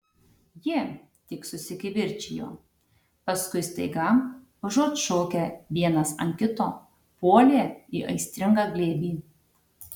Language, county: Lithuanian, Tauragė